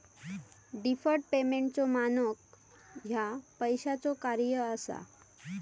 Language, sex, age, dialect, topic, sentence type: Marathi, female, 25-30, Southern Konkan, banking, statement